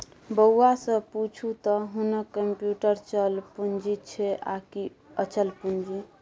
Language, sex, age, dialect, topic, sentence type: Maithili, female, 18-24, Bajjika, banking, statement